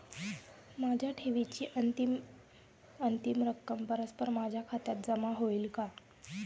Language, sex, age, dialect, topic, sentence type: Marathi, female, 25-30, Northern Konkan, banking, question